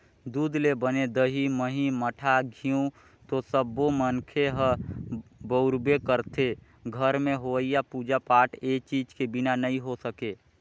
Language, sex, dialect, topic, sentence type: Chhattisgarhi, male, Northern/Bhandar, agriculture, statement